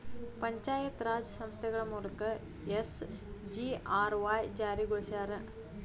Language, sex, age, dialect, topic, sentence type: Kannada, female, 25-30, Dharwad Kannada, banking, statement